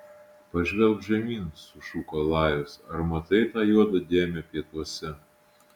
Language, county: Lithuanian, Utena